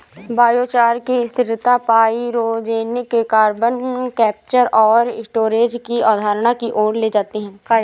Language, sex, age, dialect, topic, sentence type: Hindi, female, 18-24, Awadhi Bundeli, agriculture, statement